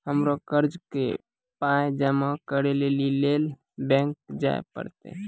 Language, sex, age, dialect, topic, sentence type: Maithili, male, 18-24, Angika, banking, question